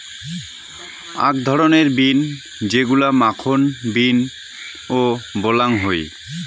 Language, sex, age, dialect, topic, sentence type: Bengali, male, 25-30, Rajbangshi, agriculture, statement